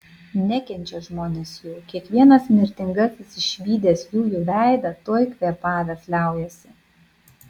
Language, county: Lithuanian, Vilnius